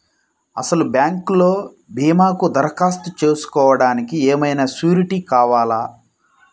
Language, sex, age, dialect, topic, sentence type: Telugu, male, 25-30, Central/Coastal, banking, question